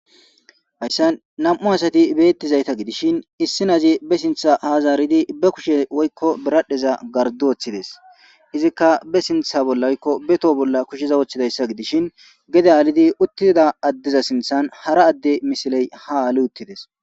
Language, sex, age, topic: Gamo, male, 25-35, government